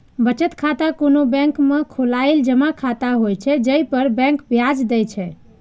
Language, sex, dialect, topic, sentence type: Maithili, female, Eastern / Thethi, banking, statement